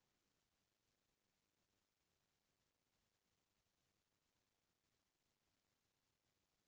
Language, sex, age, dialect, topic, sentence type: Chhattisgarhi, female, 36-40, Central, agriculture, statement